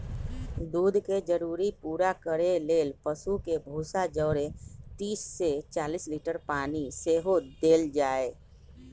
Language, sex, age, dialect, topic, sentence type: Magahi, male, 41-45, Western, agriculture, statement